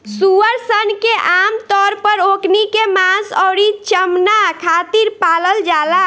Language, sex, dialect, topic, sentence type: Bhojpuri, female, Southern / Standard, agriculture, statement